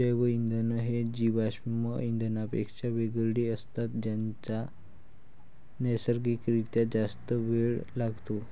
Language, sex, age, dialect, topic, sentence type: Marathi, male, 18-24, Varhadi, agriculture, statement